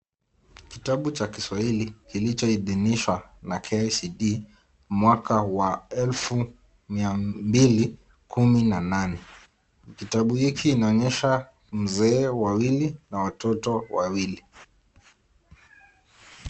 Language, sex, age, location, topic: Swahili, male, 25-35, Nakuru, education